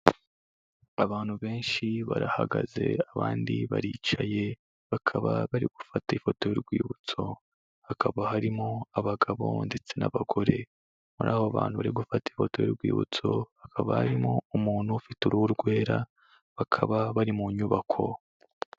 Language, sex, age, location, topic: Kinyarwanda, male, 25-35, Kigali, health